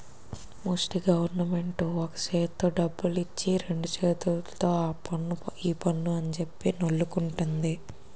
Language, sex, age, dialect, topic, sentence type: Telugu, male, 60-100, Utterandhra, banking, statement